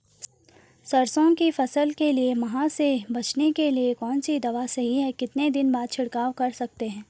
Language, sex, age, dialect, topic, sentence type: Hindi, female, 36-40, Garhwali, agriculture, question